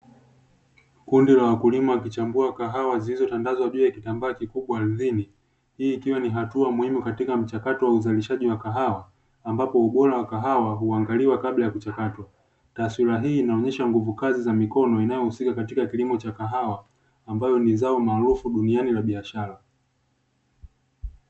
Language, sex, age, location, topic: Swahili, male, 25-35, Dar es Salaam, agriculture